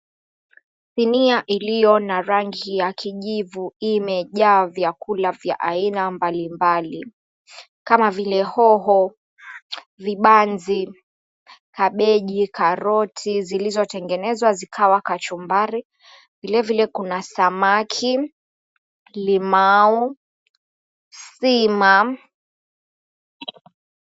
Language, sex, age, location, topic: Swahili, female, 25-35, Mombasa, agriculture